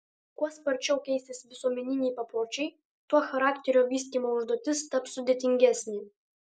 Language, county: Lithuanian, Alytus